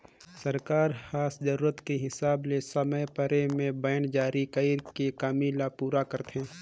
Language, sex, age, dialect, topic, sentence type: Chhattisgarhi, male, 25-30, Northern/Bhandar, banking, statement